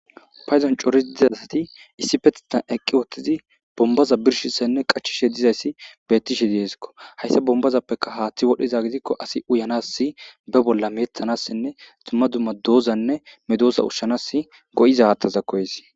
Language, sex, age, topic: Gamo, male, 18-24, government